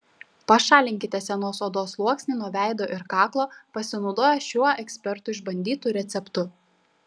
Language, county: Lithuanian, Šiauliai